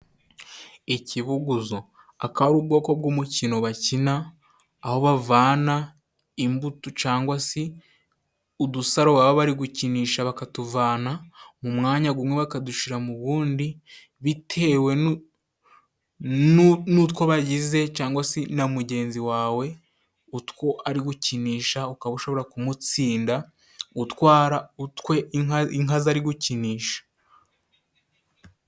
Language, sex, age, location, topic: Kinyarwanda, male, 18-24, Musanze, government